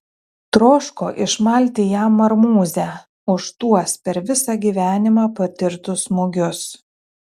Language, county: Lithuanian, Telšiai